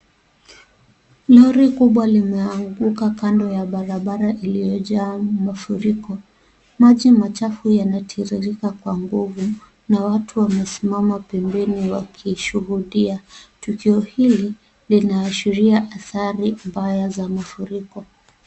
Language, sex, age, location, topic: Swahili, female, 36-49, Kisii, health